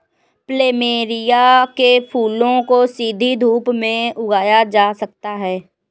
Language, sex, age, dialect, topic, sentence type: Hindi, female, 56-60, Kanauji Braj Bhasha, agriculture, statement